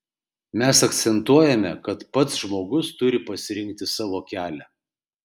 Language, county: Lithuanian, Kaunas